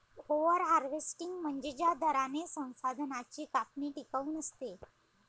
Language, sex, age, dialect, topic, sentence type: Marathi, female, 25-30, Varhadi, agriculture, statement